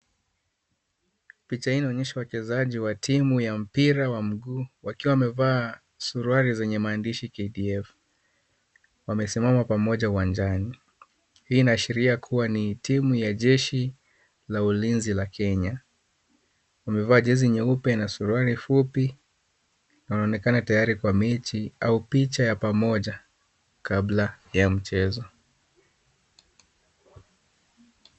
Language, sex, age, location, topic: Swahili, male, 25-35, Kisumu, government